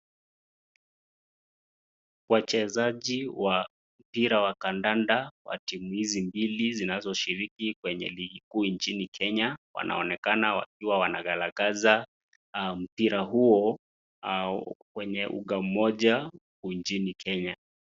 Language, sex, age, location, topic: Swahili, male, 25-35, Nakuru, government